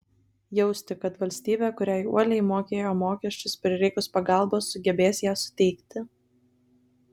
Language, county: Lithuanian, Kaunas